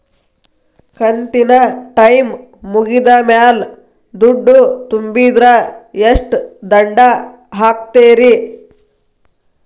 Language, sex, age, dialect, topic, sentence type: Kannada, female, 31-35, Dharwad Kannada, banking, question